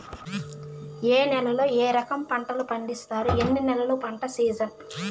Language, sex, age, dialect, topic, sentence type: Telugu, female, 31-35, Southern, agriculture, question